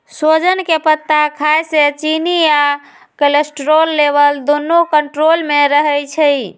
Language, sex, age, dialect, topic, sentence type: Magahi, female, 25-30, Western, agriculture, statement